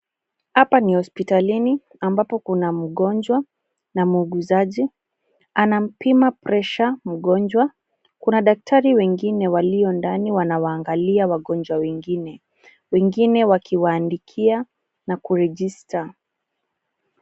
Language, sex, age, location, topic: Swahili, female, 25-35, Nairobi, health